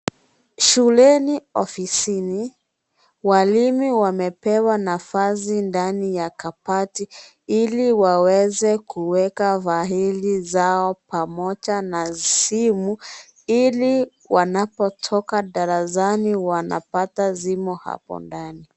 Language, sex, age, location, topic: Swahili, female, 25-35, Kisii, education